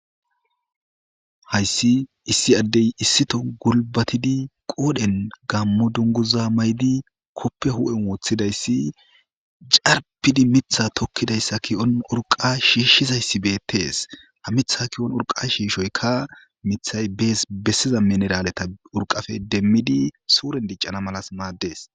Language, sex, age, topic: Gamo, male, 25-35, government